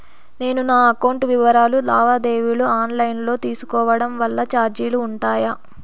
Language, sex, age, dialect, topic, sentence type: Telugu, female, 18-24, Southern, banking, question